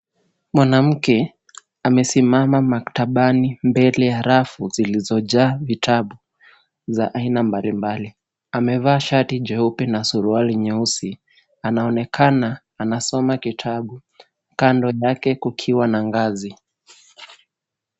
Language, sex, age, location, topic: Swahili, male, 18-24, Nairobi, education